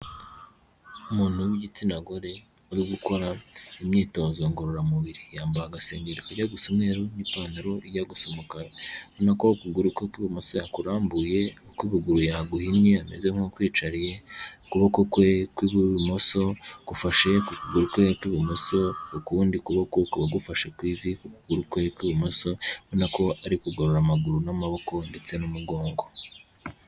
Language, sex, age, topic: Kinyarwanda, male, 25-35, health